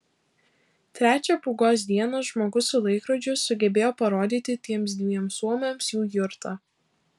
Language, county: Lithuanian, Alytus